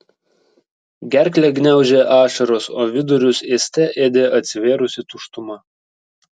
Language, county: Lithuanian, Vilnius